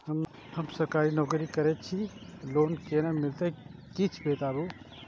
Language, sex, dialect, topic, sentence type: Maithili, male, Eastern / Thethi, banking, question